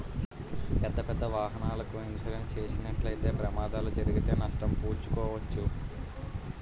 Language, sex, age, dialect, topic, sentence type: Telugu, male, 18-24, Utterandhra, banking, statement